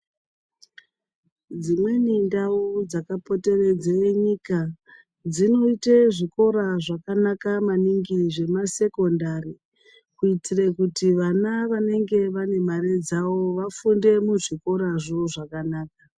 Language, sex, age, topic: Ndau, male, 36-49, education